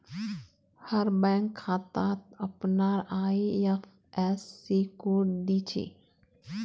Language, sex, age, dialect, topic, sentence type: Magahi, female, 25-30, Northeastern/Surjapuri, banking, statement